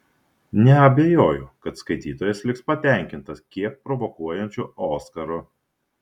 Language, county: Lithuanian, Šiauliai